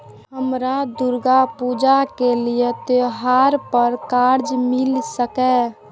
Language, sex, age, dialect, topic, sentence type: Maithili, female, 46-50, Eastern / Thethi, banking, question